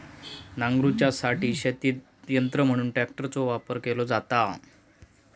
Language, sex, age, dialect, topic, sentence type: Marathi, male, 36-40, Southern Konkan, agriculture, statement